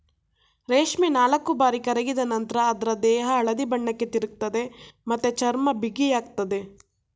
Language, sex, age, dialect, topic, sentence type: Kannada, female, 18-24, Mysore Kannada, agriculture, statement